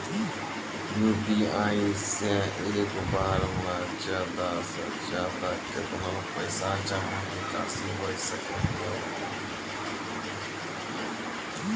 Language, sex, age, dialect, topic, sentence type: Maithili, male, 46-50, Angika, banking, question